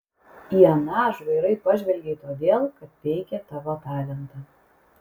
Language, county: Lithuanian, Kaunas